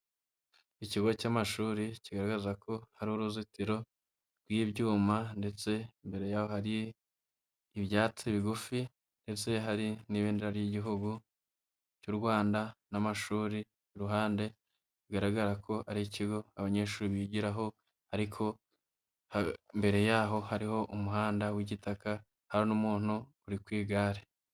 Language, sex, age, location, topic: Kinyarwanda, male, 25-35, Huye, education